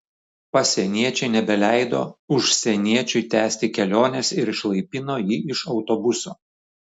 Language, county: Lithuanian, Šiauliai